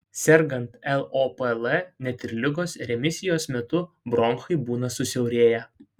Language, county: Lithuanian, Šiauliai